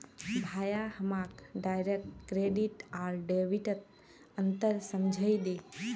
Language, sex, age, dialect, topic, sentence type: Magahi, female, 25-30, Northeastern/Surjapuri, banking, statement